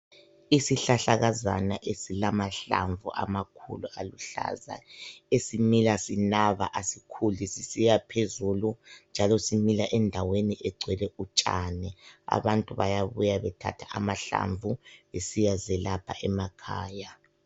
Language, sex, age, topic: North Ndebele, male, 25-35, health